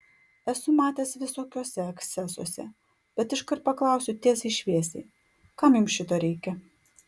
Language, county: Lithuanian, Klaipėda